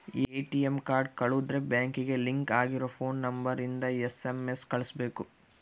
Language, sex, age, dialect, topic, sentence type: Kannada, male, 25-30, Central, banking, statement